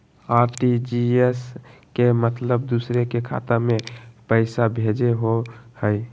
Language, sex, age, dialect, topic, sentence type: Magahi, male, 18-24, Western, banking, question